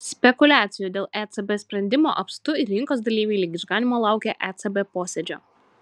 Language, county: Lithuanian, Šiauliai